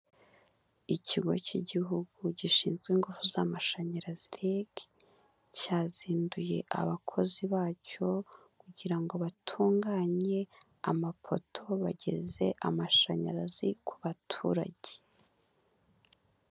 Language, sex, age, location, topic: Kinyarwanda, female, 18-24, Nyagatare, government